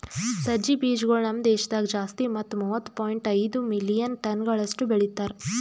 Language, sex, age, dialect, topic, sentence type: Kannada, female, 18-24, Northeastern, agriculture, statement